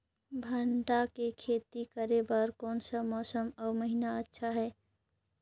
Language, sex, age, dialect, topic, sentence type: Chhattisgarhi, female, 25-30, Northern/Bhandar, agriculture, question